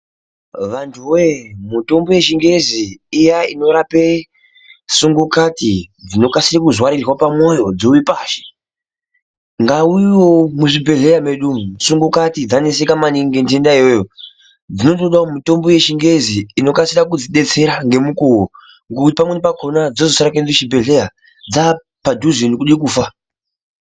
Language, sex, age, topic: Ndau, male, 50+, health